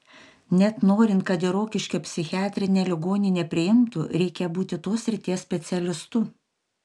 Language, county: Lithuanian, Panevėžys